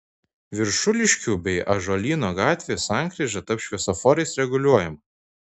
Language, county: Lithuanian, Marijampolė